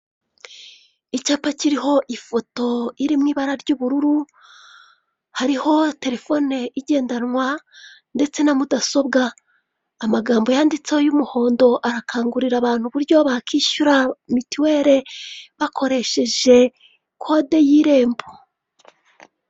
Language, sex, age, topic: Kinyarwanda, female, 36-49, government